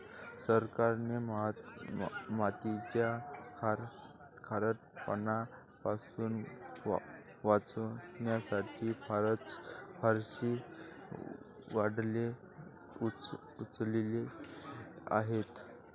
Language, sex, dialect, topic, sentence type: Marathi, male, Varhadi, agriculture, statement